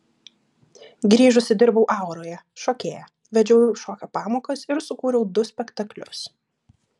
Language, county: Lithuanian, Klaipėda